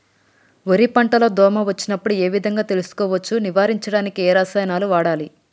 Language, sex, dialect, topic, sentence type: Telugu, female, Telangana, agriculture, question